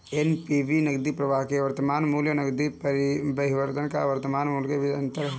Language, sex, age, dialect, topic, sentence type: Hindi, male, 18-24, Kanauji Braj Bhasha, banking, statement